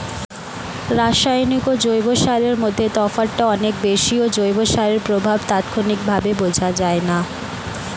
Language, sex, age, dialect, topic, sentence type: Bengali, female, 18-24, Standard Colloquial, agriculture, question